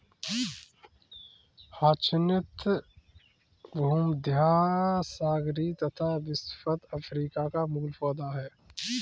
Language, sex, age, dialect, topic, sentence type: Hindi, male, 25-30, Kanauji Braj Bhasha, agriculture, statement